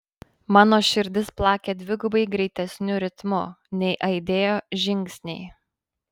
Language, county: Lithuanian, Panevėžys